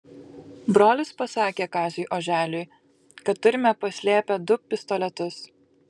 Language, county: Lithuanian, Kaunas